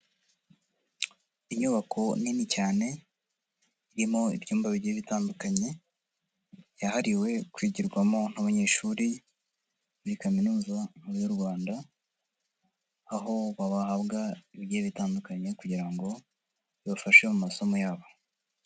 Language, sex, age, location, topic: Kinyarwanda, male, 50+, Huye, education